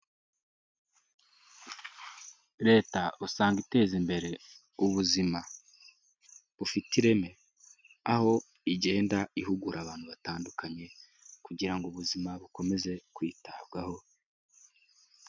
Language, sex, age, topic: Kinyarwanda, male, 18-24, health